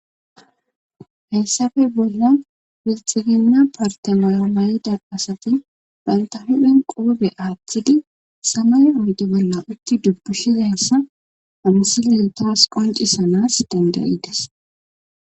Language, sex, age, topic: Gamo, female, 18-24, government